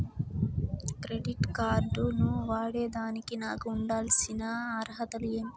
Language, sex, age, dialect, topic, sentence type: Telugu, female, 18-24, Southern, banking, question